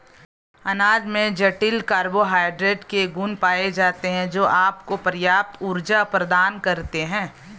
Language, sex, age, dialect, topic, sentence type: Hindi, female, 25-30, Hindustani Malvi Khadi Boli, agriculture, statement